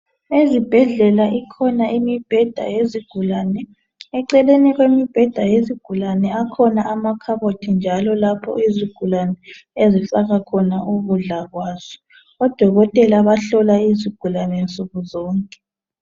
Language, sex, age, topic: North Ndebele, male, 36-49, health